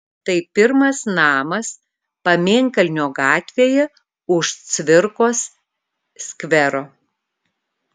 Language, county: Lithuanian, Kaunas